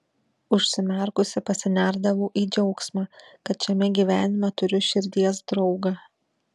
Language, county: Lithuanian, Šiauliai